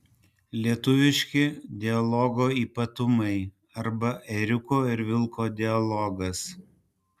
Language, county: Lithuanian, Panevėžys